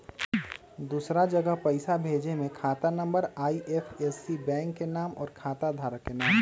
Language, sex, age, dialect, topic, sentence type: Magahi, male, 25-30, Western, banking, question